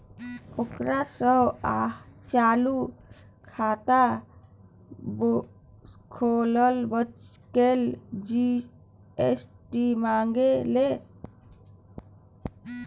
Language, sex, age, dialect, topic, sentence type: Maithili, male, 31-35, Bajjika, banking, statement